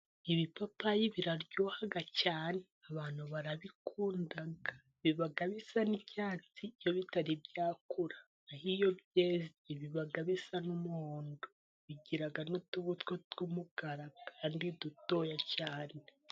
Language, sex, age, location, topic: Kinyarwanda, female, 18-24, Musanze, agriculture